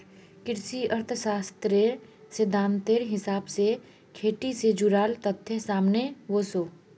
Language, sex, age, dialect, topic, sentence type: Magahi, female, 36-40, Northeastern/Surjapuri, banking, statement